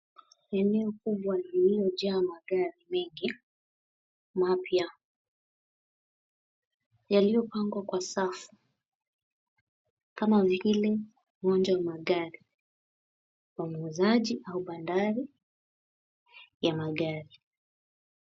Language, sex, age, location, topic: Swahili, female, 18-24, Kisumu, finance